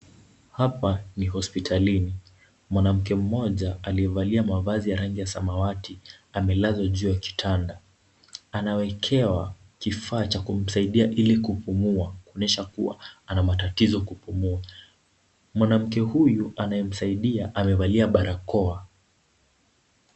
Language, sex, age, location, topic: Swahili, male, 18-24, Kisumu, health